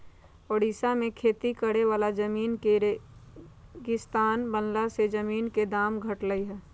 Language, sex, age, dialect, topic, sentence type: Magahi, female, 51-55, Western, agriculture, statement